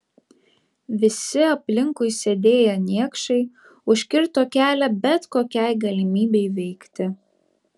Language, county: Lithuanian, Vilnius